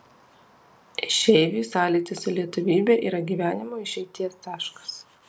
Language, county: Lithuanian, Alytus